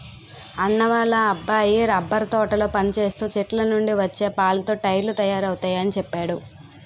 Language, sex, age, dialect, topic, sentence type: Telugu, female, 18-24, Utterandhra, agriculture, statement